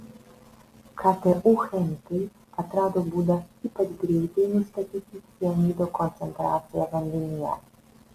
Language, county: Lithuanian, Vilnius